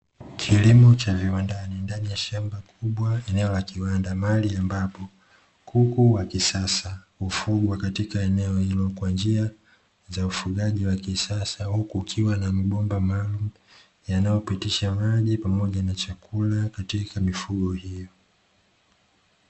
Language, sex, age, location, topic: Swahili, male, 25-35, Dar es Salaam, agriculture